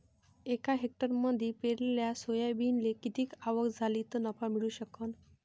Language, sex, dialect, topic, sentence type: Marathi, female, Varhadi, agriculture, question